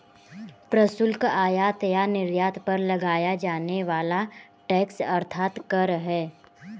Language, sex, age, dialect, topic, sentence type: Hindi, male, 18-24, Kanauji Braj Bhasha, banking, statement